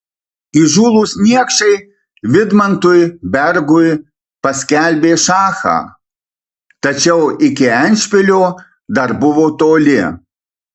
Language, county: Lithuanian, Marijampolė